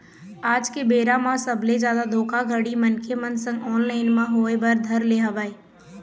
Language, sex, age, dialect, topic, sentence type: Chhattisgarhi, female, 18-24, Eastern, banking, statement